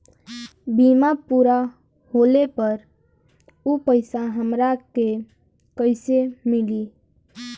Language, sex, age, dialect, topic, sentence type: Bhojpuri, female, 36-40, Western, banking, question